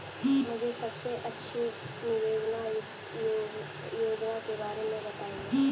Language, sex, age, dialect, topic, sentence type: Hindi, female, 18-24, Kanauji Braj Bhasha, banking, question